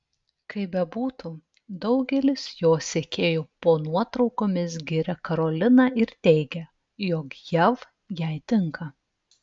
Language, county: Lithuanian, Telšiai